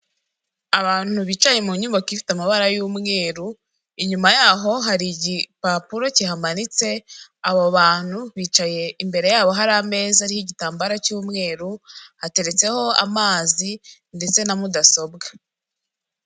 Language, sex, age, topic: Kinyarwanda, female, 18-24, government